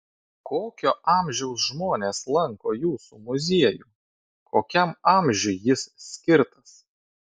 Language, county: Lithuanian, Vilnius